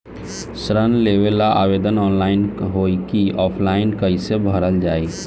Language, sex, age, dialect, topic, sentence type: Bhojpuri, male, 18-24, Northern, banking, question